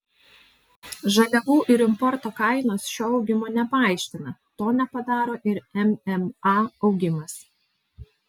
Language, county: Lithuanian, Alytus